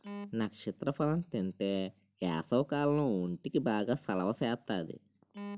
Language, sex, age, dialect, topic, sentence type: Telugu, male, 31-35, Utterandhra, agriculture, statement